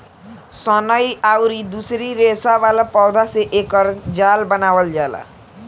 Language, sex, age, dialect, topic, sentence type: Bhojpuri, male, <18, Southern / Standard, agriculture, statement